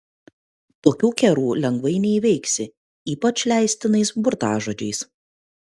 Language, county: Lithuanian, Kaunas